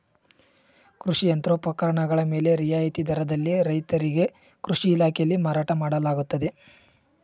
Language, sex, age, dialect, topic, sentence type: Kannada, male, 18-24, Mysore Kannada, agriculture, statement